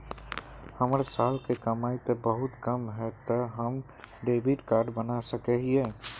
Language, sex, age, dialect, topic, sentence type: Magahi, male, 18-24, Northeastern/Surjapuri, banking, question